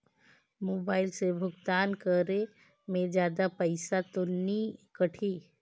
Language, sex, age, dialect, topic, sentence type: Chhattisgarhi, female, 18-24, Northern/Bhandar, banking, question